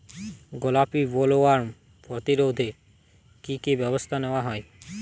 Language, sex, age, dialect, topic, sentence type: Bengali, male, 18-24, Jharkhandi, agriculture, question